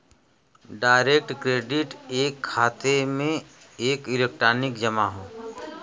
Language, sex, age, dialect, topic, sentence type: Bhojpuri, male, 41-45, Western, banking, statement